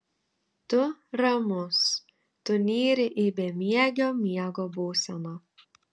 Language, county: Lithuanian, Telšiai